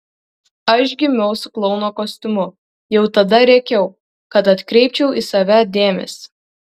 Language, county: Lithuanian, Kaunas